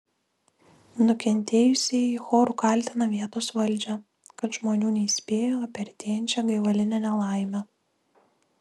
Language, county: Lithuanian, Kaunas